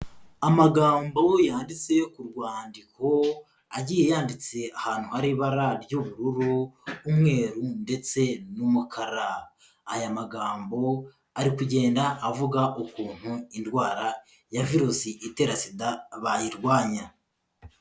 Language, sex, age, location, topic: Kinyarwanda, male, 25-35, Kigali, health